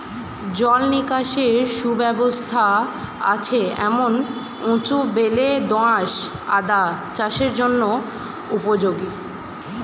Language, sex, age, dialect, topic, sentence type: Bengali, female, 18-24, Standard Colloquial, agriculture, statement